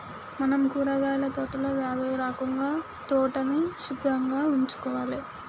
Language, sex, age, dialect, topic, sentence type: Telugu, female, 18-24, Telangana, agriculture, statement